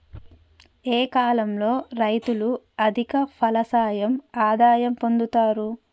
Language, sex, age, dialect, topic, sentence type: Telugu, female, 18-24, Telangana, agriculture, question